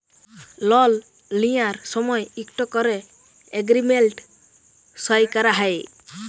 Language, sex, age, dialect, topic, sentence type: Bengali, male, 18-24, Jharkhandi, banking, statement